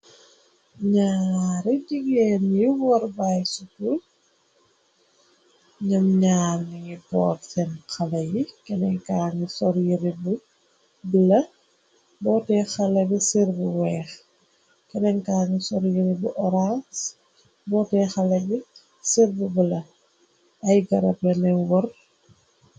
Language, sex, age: Wolof, female, 25-35